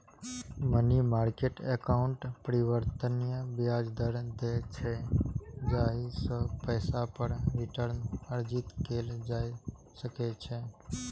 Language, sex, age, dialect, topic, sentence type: Maithili, male, 18-24, Eastern / Thethi, banking, statement